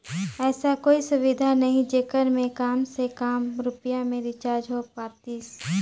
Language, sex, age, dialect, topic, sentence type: Chhattisgarhi, female, 25-30, Northern/Bhandar, banking, question